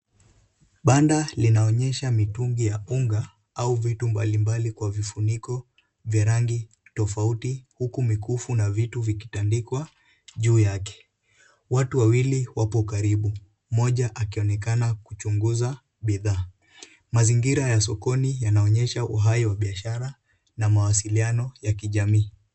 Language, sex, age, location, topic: Swahili, male, 18-24, Kisumu, health